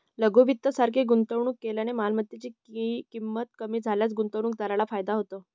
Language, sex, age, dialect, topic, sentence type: Marathi, male, 60-100, Northern Konkan, banking, statement